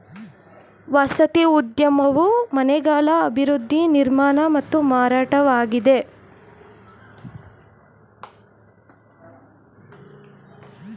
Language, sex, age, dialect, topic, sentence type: Kannada, female, 18-24, Mysore Kannada, banking, statement